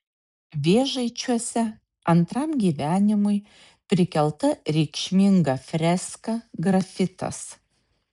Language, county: Lithuanian, Šiauliai